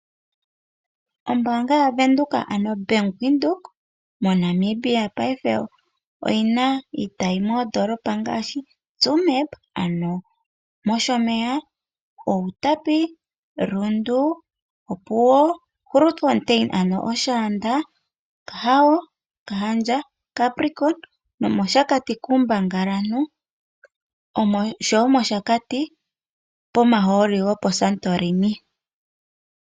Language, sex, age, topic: Oshiwambo, female, 18-24, finance